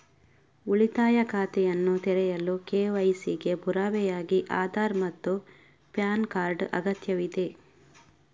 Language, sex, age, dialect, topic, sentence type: Kannada, female, 31-35, Coastal/Dakshin, banking, statement